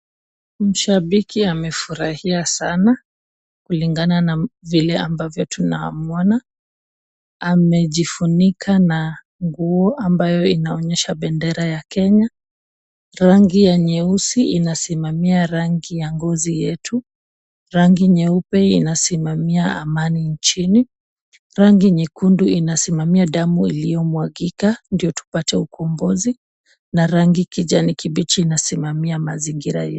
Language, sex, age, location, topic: Swahili, female, 25-35, Kisumu, government